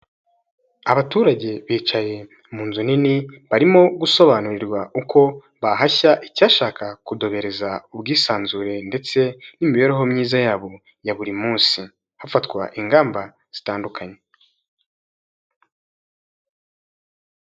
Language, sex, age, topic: Kinyarwanda, male, 18-24, health